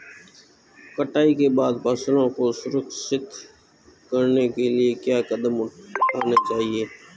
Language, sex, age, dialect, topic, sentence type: Hindi, male, 18-24, Marwari Dhudhari, agriculture, question